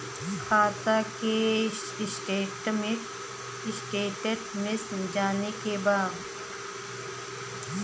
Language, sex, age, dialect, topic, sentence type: Bhojpuri, female, 31-35, Western, banking, question